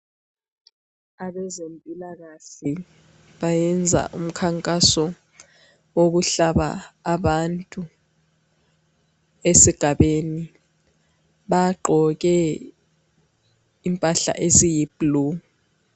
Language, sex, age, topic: North Ndebele, female, 25-35, health